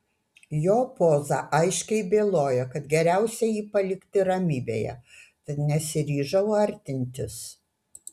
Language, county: Lithuanian, Utena